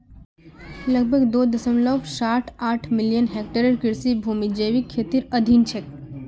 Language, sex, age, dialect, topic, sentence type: Magahi, female, 25-30, Northeastern/Surjapuri, agriculture, statement